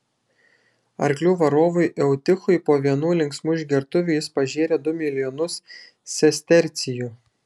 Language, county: Lithuanian, Šiauliai